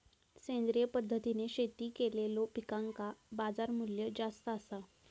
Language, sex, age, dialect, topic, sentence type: Marathi, female, 18-24, Southern Konkan, agriculture, statement